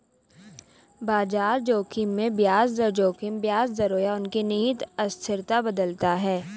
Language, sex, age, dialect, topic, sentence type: Hindi, female, 18-24, Hindustani Malvi Khadi Boli, banking, statement